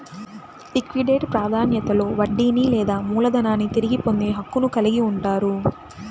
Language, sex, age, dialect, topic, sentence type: Telugu, female, 18-24, Central/Coastal, banking, statement